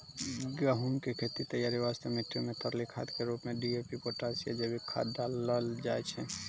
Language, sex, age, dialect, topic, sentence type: Maithili, male, 18-24, Angika, agriculture, question